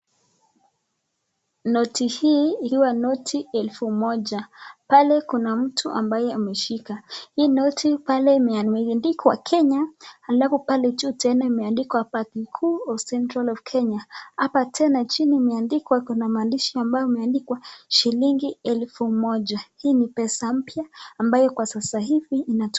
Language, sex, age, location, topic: Swahili, female, 25-35, Nakuru, finance